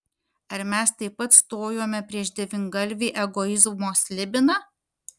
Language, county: Lithuanian, Kaunas